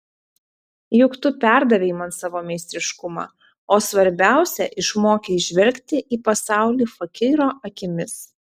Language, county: Lithuanian, Vilnius